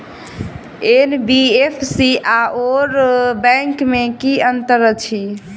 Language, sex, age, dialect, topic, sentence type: Maithili, female, 18-24, Southern/Standard, banking, question